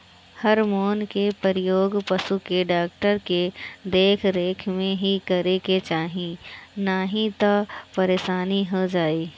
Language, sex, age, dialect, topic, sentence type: Bhojpuri, female, 25-30, Northern, agriculture, statement